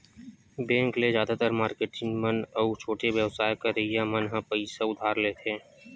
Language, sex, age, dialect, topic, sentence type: Chhattisgarhi, male, 25-30, Western/Budati/Khatahi, banking, statement